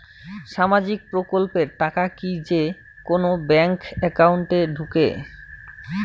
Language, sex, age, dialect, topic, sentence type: Bengali, male, 25-30, Rajbangshi, banking, question